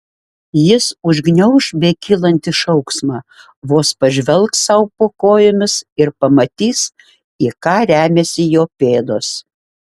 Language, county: Lithuanian, Šiauliai